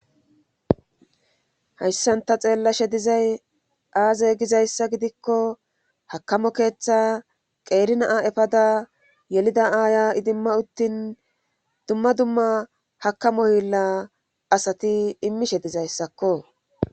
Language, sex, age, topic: Gamo, female, 25-35, government